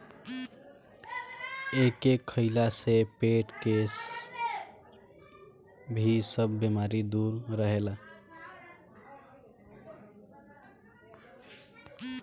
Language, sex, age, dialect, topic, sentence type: Bhojpuri, male, 18-24, Northern, agriculture, statement